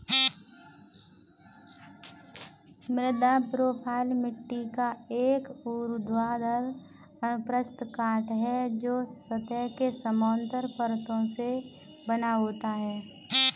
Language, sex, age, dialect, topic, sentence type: Hindi, male, 18-24, Kanauji Braj Bhasha, agriculture, statement